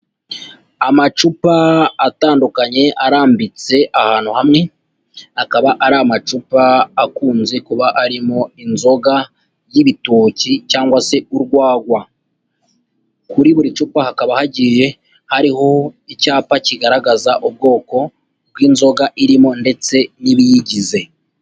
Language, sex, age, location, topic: Kinyarwanda, female, 36-49, Huye, health